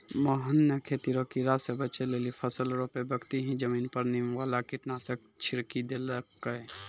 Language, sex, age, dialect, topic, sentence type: Maithili, male, 18-24, Angika, agriculture, statement